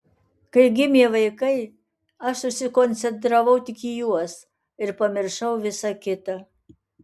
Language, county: Lithuanian, Alytus